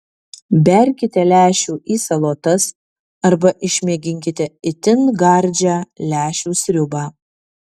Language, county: Lithuanian, Kaunas